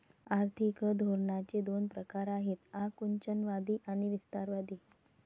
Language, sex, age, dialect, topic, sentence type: Marathi, female, 36-40, Varhadi, banking, statement